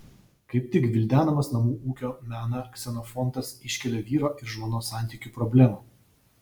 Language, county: Lithuanian, Vilnius